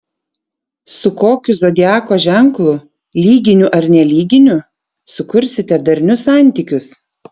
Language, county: Lithuanian, Vilnius